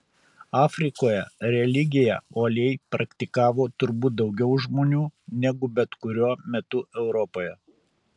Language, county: Lithuanian, Kaunas